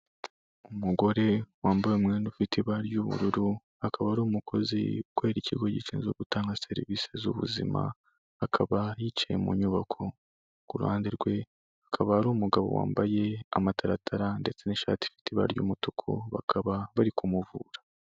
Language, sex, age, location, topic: Kinyarwanda, male, 25-35, Kigali, health